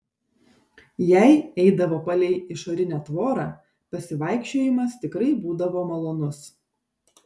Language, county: Lithuanian, Šiauliai